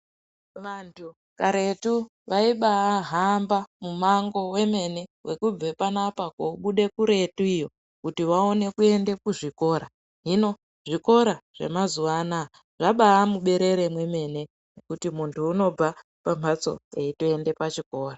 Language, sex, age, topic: Ndau, female, 25-35, education